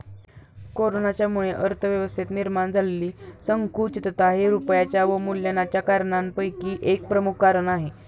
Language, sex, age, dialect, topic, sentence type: Marathi, female, 41-45, Standard Marathi, banking, statement